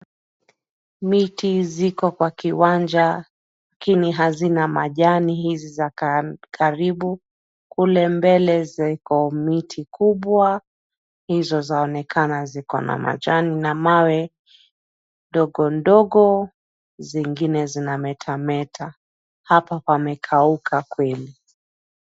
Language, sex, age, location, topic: Swahili, female, 36-49, Nairobi, health